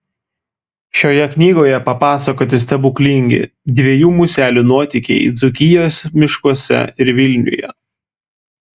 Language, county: Lithuanian, Vilnius